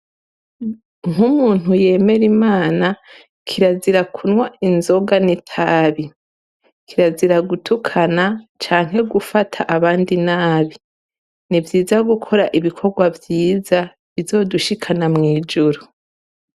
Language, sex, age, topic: Rundi, female, 25-35, education